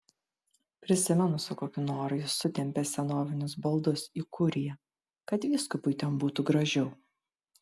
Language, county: Lithuanian, Kaunas